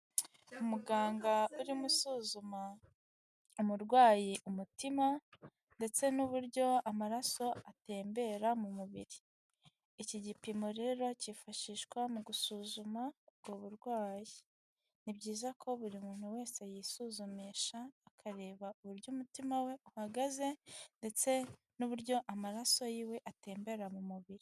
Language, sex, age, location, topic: Kinyarwanda, female, 18-24, Huye, health